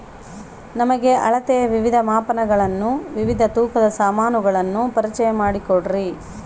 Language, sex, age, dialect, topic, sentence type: Kannada, female, 31-35, Central, agriculture, question